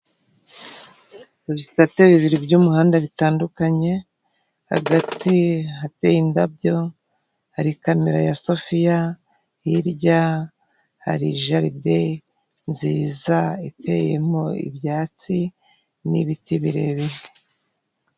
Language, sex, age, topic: Kinyarwanda, female, 36-49, government